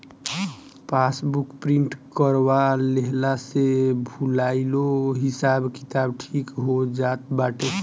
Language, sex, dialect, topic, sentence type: Bhojpuri, male, Northern, banking, statement